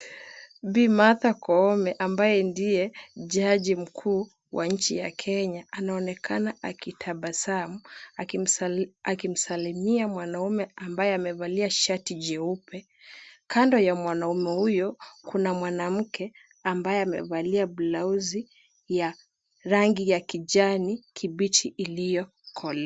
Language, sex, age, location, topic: Swahili, female, 18-24, Kisumu, government